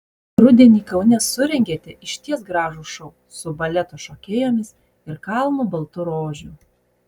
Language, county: Lithuanian, Utena